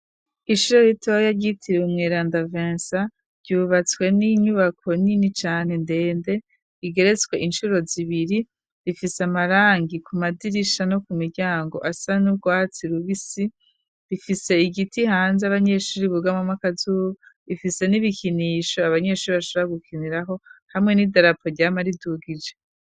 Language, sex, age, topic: Rundi, female, 36-49, education